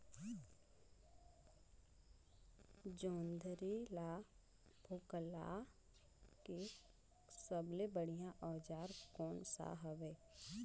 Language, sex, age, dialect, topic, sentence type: Chhattisgarhi, female, 31-35, Northern/Bhandar, agriculture, question